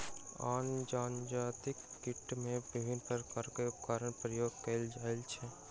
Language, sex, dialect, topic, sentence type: Maithili, male, Southern/Standard, agriculture, statement